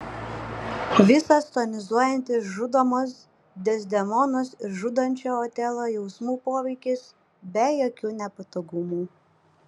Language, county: Lithuanian, Panevėžys